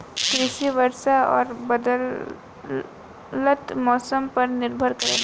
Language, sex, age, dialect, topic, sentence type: Bhojpuri, female, 18-24, Southern / Standard, agriculture, statement